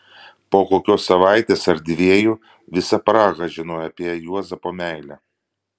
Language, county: Lithuanian, Vilnius